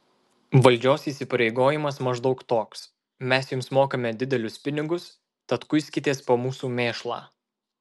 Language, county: Lithuanian, Marijampolė